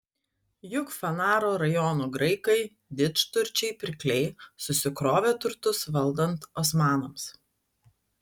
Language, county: Lithuanian, Utena